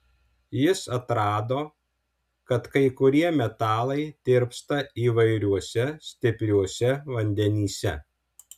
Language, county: Lithuanian, Alytus